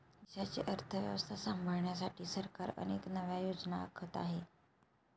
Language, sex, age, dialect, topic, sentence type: Marathi, female, 25-30, Standard Marathi, banking, statement